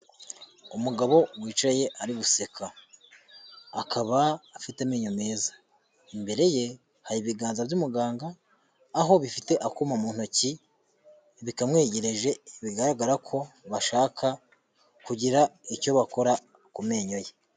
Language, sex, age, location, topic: Kinyarwanda, male, 18-24, Huye, health